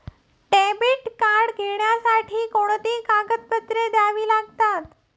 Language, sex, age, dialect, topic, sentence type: Marathi, female, 36-40, Standard Marathi, banking, question